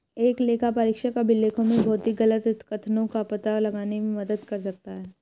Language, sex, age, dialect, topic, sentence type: Hindi, female, 18-24, Marwari Dhudhari, banking, statement